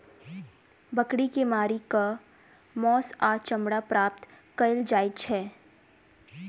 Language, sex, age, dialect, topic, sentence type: Maithili, female, 18-24, Southern/Standard, agriculture, statement